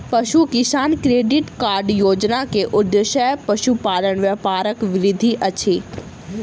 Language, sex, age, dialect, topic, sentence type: Maithili, female, 25-30, Southern/Standard, agriculture, statement